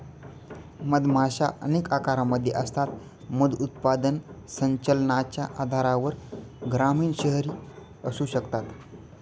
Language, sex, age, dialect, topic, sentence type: Marathi, male, 18-24, Northern Konkan, agriculture, statement